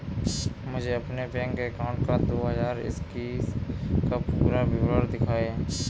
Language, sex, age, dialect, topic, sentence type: Hindi, male, 18-24, Kanauji Braj Bhasha, banking, question